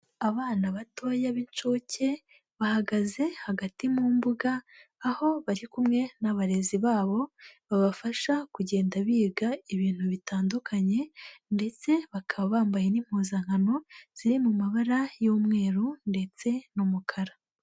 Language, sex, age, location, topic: Kinyarwanda, female, 25-35, Huye, education